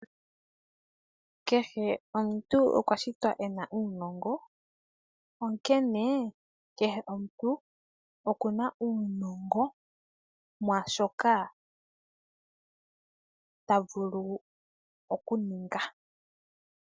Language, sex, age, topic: Oshiwambo, female, 18-24, finance